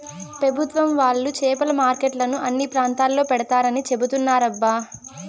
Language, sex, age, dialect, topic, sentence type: Telugu, female, 18-24, Southern, agriculture, statement